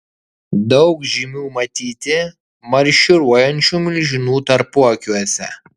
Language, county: Lithuanian, Kaunas